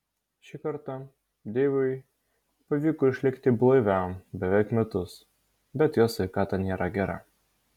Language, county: Lithuanian, Vilnius